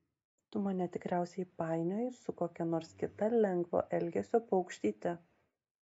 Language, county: Lithuanian, Marijampolė